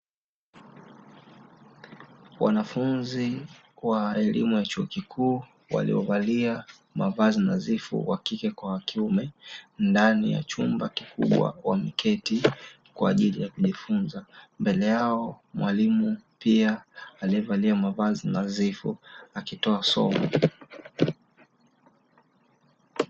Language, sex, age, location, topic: Swahili, male, 18-24, Dar es Salaam, education